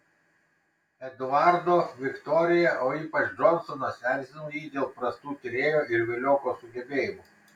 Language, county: Lithuanian, Kaunas